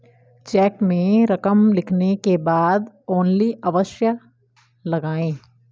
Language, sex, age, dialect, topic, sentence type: Hindi, female, 25-30, Garhwali, banking, statement